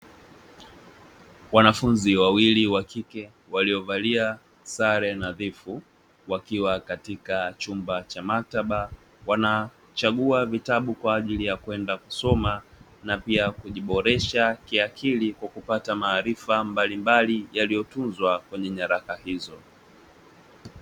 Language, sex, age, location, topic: Swahili, male, 18-24, Dar es Salaam, education